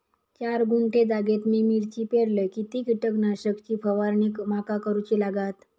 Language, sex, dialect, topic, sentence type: Marathi, female, Southern Konkan, agriculture, question